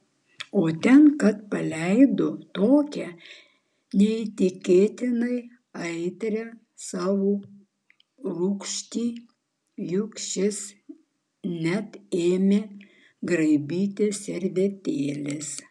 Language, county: Lithuanian, Vilnius